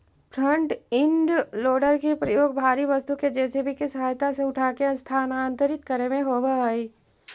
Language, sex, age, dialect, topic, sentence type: Magahi, female, 36-40, Central/Standard, banking, statement